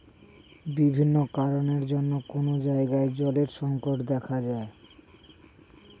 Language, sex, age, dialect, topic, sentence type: Bengali, male, 18-24, Standard Colloquial, agriculture, statement